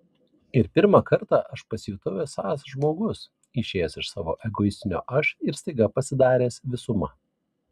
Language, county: Lithuanian, Vilnius